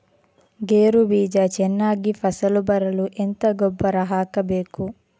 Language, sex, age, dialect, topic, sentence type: Kannada, female, 18-24, Coastal/Dakshin, agriculture, question